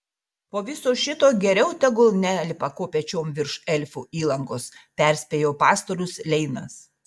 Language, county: Lithuanian, Panevėžys